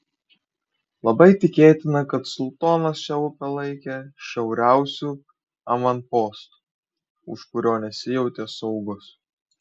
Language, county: Lithuanian, Kaunas